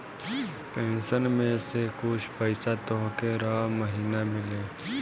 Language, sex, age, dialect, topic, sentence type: Bhojpuri, male, 18-24, Northern, banking, statement